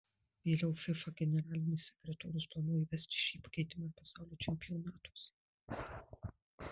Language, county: Lithuanian, Marijampolė